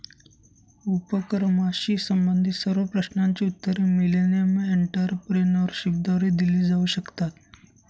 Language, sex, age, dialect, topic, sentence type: Marathi, male, 25-30, Northern Konkan, banking, statement